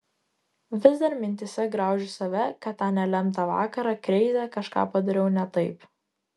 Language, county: Lithuanian, Klaipėda